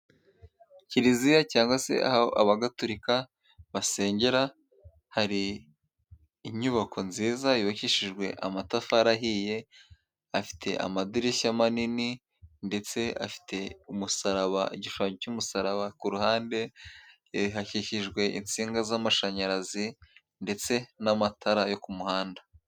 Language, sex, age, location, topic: Kinyarwanda, male, 25-35, Musanze, government